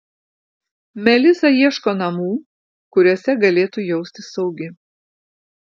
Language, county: Lithuanian, Vilnius